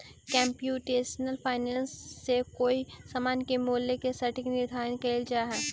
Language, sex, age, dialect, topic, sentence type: Magahi, female, 18-24, Central/Standard, agriculture, statement